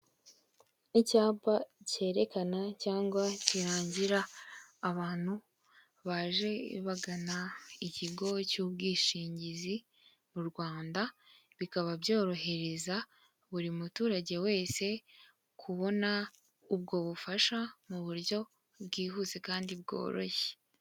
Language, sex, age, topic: Kinyarwanda, female, 25-35, finance